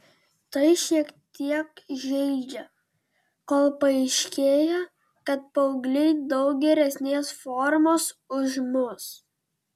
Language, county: Lithuanian, Vilnius